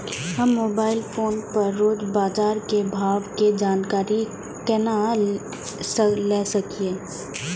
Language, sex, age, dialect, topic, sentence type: Maithili, female, 18-24, Eastern / Thethi, agriculture, question